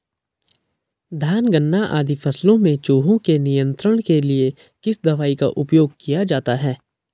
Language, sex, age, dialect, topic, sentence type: Hindi, male, 41-45, Garhwali, agriculture, question